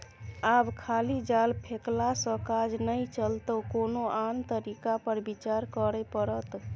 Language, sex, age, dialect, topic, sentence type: Maithili, female, 18-24, Bajjika, agriculture, statement